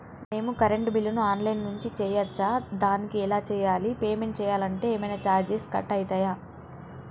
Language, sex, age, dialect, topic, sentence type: Telugu, female, 18-24, Telangana, banking, question